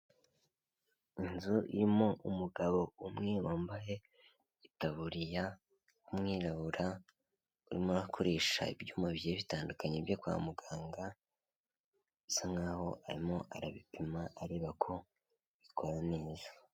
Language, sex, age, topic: Kinyarwanda, male, 18-24, health